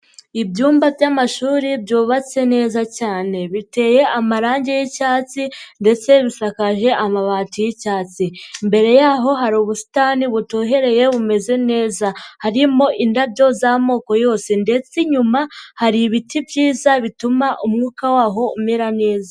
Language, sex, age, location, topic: Kinyarwanda, female, 50+, Nyagatare, education